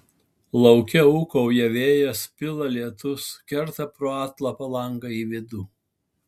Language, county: Lithuanian, Alytus